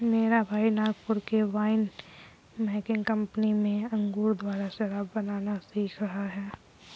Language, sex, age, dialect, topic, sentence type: Hindi, female, 18-24, Kanauji Braj Bhasha, agriculture, statement